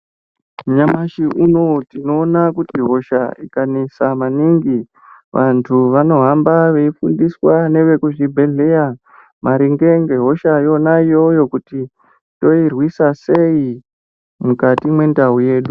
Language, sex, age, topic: Ndau, male, 50+, health